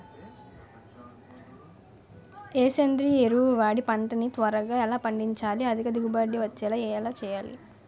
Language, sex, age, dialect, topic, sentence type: Telugu, male, 18-24, Utterandhra, agriculture, question